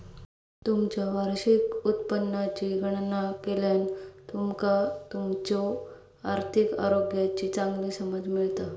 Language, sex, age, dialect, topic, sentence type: Marathi, female, 31-35, Southern Konkan, banking, statement